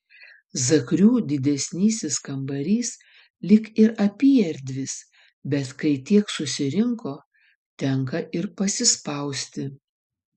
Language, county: Lithuanian, Vilnius